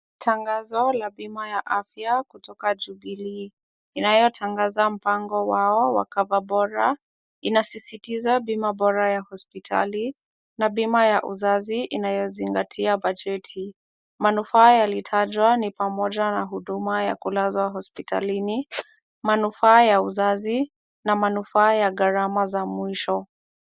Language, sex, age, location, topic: Swahili, female, 18-24, Kisumu, finance